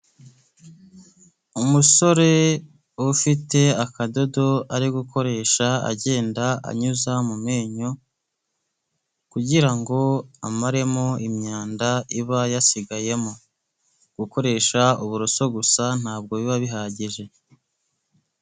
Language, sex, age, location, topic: Kinyarwanda, male, 25-35, Kigali, health